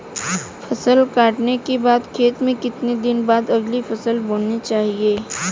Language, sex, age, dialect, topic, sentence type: Hindi, female, 18-24, Hindustani Malvi Khadi Boli, agriculture, question